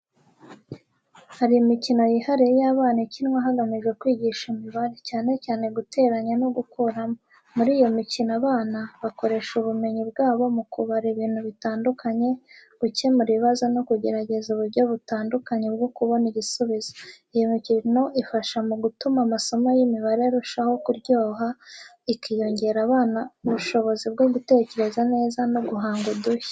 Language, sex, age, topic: Kinyarwanda, female, 25-35, education